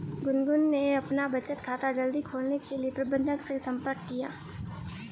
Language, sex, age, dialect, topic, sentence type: Hindi, female, 25-30, Marwari Dhudhari, banking, statement